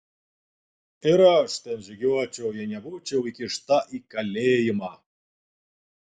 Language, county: Lithuanian, Klaipėda